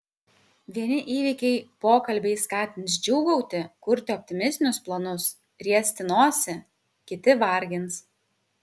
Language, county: Lithuanian, Kaunas